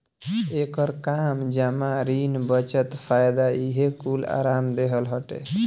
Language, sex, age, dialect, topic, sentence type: Bhojpuri, male, 18-24, Southern / Standard, banking, statement